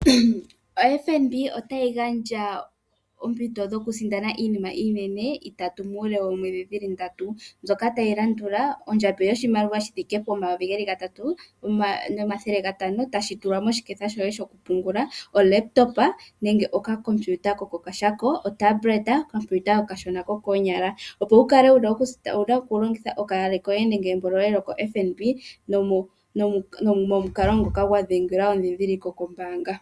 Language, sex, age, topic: Oshiwambo, female, 18-24, finance